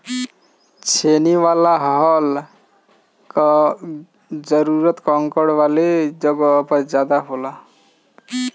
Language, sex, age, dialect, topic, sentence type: Bhojpuri, male, 25-30, Northern, agriculture, statement